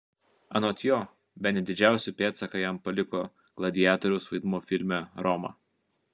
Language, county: Lithuanian, Kaunas